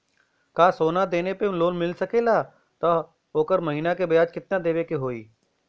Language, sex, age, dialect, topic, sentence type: Bhojpuri, male, 41-45, Western, banking, question